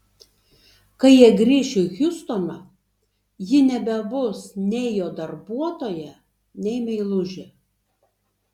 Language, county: Lithuanian, Tauragė